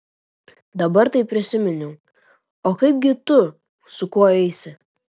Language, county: Lithuanian, Tauragė